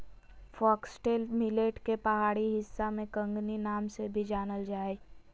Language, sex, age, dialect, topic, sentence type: Magahi, female, 18-24, Southern, agriculture, statement